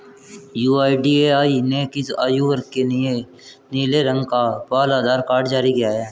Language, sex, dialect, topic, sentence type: Hindi, male, Hindustani Malvi Khadi Boli, banking, question